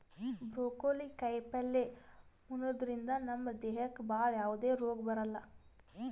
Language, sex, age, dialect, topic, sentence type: Kannada, female, 18-24, Northeastern, agriculture, statement